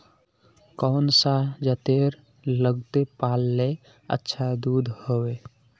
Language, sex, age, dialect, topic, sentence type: Magahi, male, 31-35, Northeastern/Surjapuri, agriculture, question